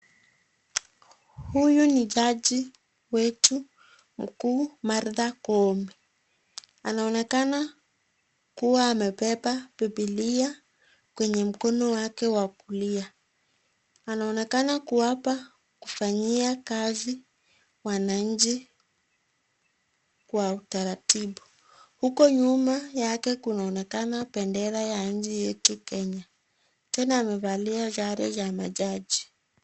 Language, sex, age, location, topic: Swahili, female, 25-35, Nakuru, government